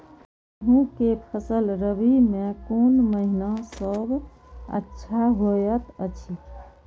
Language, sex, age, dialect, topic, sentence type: Maithili, female, 18-24, Eastern / Thethi, agriculture, question